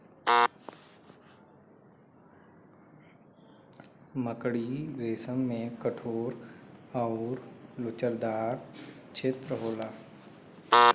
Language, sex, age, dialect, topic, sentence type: Bhojpuri, male, 18-24, Western, agriculture, statement